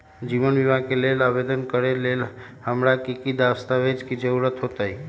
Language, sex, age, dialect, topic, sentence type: Magahi, male, 31-35, Western, banking, question